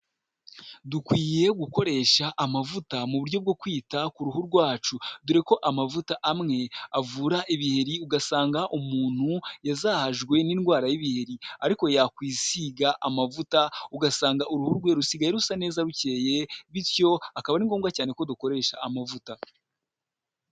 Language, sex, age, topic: Kinyarwanda, male, 18-24, health